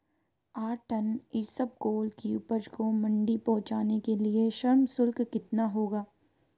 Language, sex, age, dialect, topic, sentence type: Hindi, female, 18-24, Marwari Dhudhari, agriculture, question